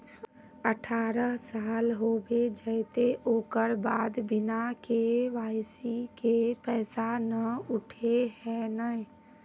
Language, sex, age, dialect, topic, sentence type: Magahi, female, 25-30, Northeastern/Surjapuri, banking, question